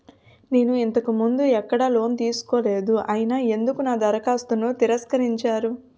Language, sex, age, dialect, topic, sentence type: Telugu, female, 18-24, Utterandhra, banking, question